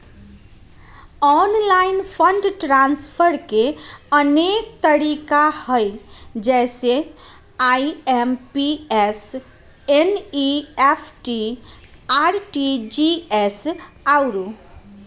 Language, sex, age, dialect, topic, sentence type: Magahi, female, 31-35, Western, banking, statement